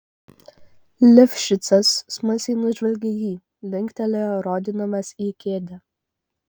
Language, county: Lithuanian, Kaunas